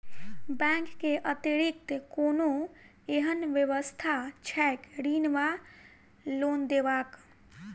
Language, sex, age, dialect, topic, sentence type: Maithili, female, 18-24, Southern/Standard, banking, question